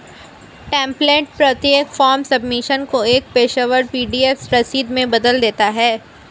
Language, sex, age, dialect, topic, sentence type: Hindi, female, 18-24, Marwari Dhudhari, banking, statement